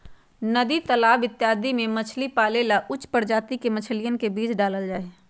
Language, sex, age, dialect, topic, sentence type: Magahi, female, 46-50, Western, agriculture, statement